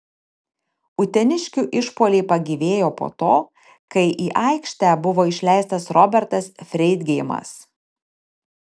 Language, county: Lithuanian, Panevėžys